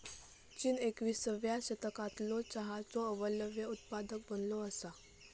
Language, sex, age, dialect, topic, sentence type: Marathi, female, 18-24, Southern Konkan, agriculture, statement